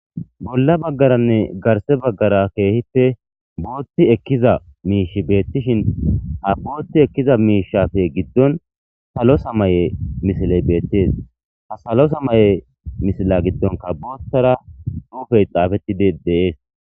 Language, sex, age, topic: Gamo, male, 18-24, government